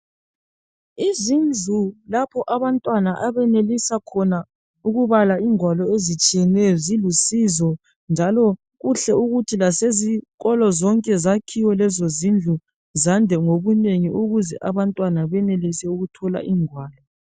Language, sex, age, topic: North Ndebele, female, 36-49, education